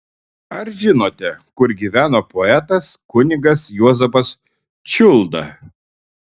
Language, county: Lithuanian, Šiauliai